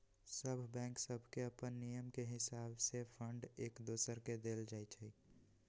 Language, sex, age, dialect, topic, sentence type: Magahi, male, 18-24, Western, banking, statement